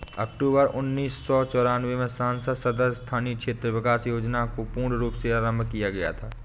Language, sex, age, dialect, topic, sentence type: Hindi, male, 18-24, Awadhi Bundeli, banking, statement